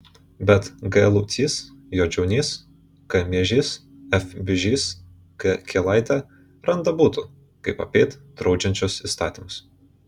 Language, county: Lithuanian, Kaunas